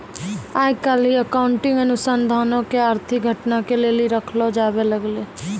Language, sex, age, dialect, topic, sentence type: Maithili, female, 18-24, Angika, banking, statement